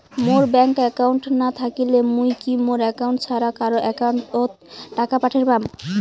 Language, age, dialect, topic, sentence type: Bengali, 25-30, Rajbangshi, banking, question